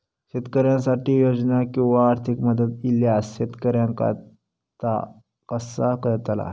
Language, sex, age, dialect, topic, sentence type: Marathi, male, 18-24, Southern Konkan, agriculture, question